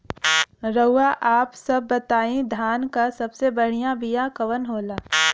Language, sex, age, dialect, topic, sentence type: Bhojpuri, female, 25-30, Western, agriculture, question